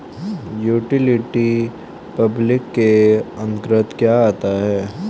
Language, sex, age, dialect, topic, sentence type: Hindi, male, 18-24, Hindustani Malvi Khadi Boli, banking, question